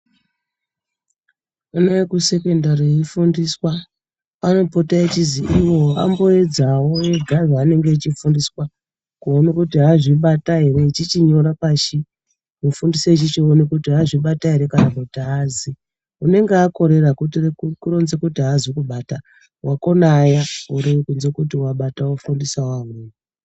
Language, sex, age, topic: Ndau, female, 36-49, education